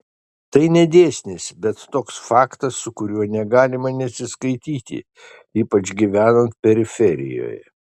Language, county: Lithuanian, Šiauliai